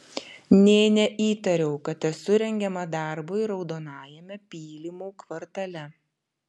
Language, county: Lithuanian, Vilnius